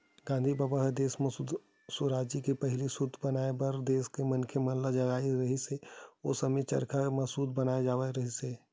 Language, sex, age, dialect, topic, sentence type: Chhattisgarhi, male, 18-24, Western/Budati/Khatahi, agriculture, statement